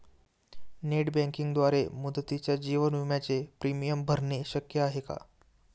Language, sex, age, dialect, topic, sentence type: Marathi, male, 18-24, Standard Marathi, banking, statement